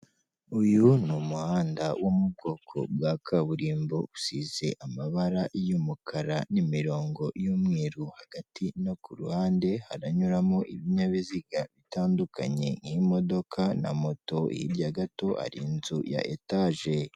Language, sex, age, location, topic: Kinyarwanda, female, 18-24, Kigali, government